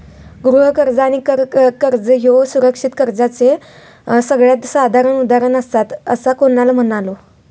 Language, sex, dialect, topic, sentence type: Marathi, female, Southern Konkan, banking, statement